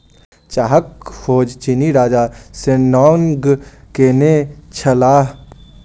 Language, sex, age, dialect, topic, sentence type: Maithili, male, 18-24, Southern/Standard, agriculture, statement